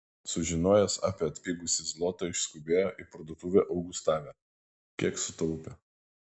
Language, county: Lithuanian, Vilnius